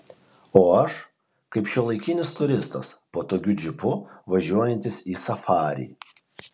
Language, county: Lithuanian, Kaunas